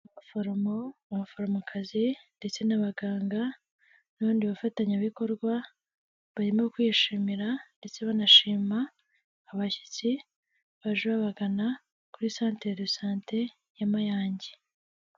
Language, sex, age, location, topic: Kinyarwanda, female, 18-24, Kigali, health